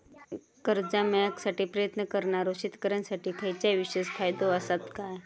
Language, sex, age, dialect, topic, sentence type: Marathi, female, 31-35, Southern Konkan, agriculture, statement